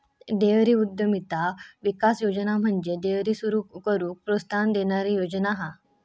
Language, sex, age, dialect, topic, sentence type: Marathi, female, 18-24, Southern Konkan, agriculture, statement